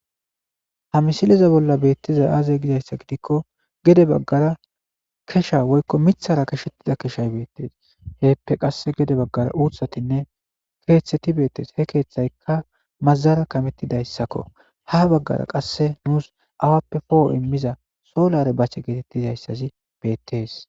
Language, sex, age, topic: Gamo, male, 18-24, agriculture